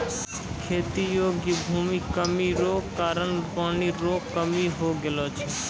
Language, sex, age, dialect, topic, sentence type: Maithili, male, 18-24, Angika, agriculture, statement